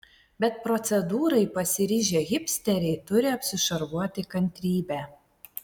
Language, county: Lithuanian, Vilnius